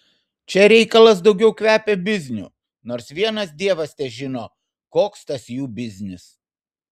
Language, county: Lithuanian, Vilnius